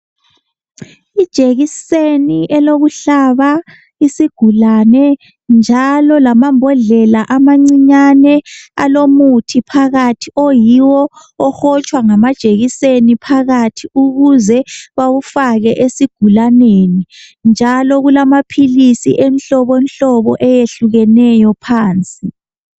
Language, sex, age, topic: North Ndebele, male, 25-35, health